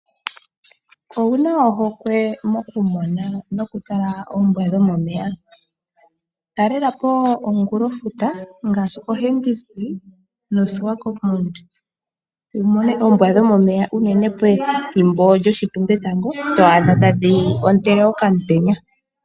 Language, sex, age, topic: Oshiwambo, female, 25-35, agriculture